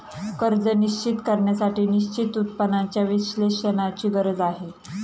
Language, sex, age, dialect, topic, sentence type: Marathi, female, 31-35, Standard Marathi, banking, statement